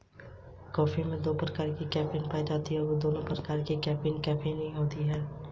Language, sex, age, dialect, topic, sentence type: Hindi, male, 18-24, Hindustani Malvi Khadi Boli, banking, statement